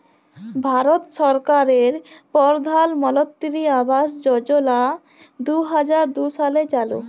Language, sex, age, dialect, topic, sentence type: Bengali, female, 18-24, Jharkhandi, banking, statement